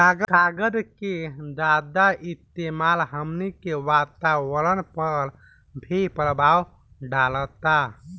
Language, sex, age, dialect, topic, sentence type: Bhojpuri, male, 18-24, Southern / Standard, agriculture, statement